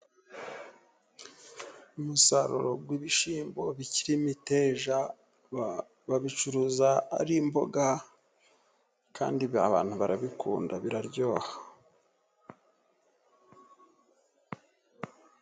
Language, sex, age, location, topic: Kinyarwanda, male, 36-49, Musanze, agriculture